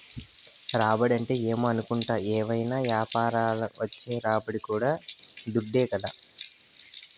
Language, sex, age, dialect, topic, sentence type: Telugu, male, 18-24, Southern, banking, statement